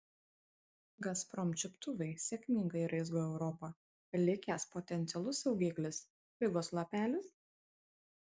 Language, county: Lithuanian, Kaunas